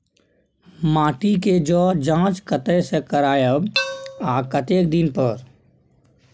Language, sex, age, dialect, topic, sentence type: Maithili, male, 18-24, Bajjika, agriculture, question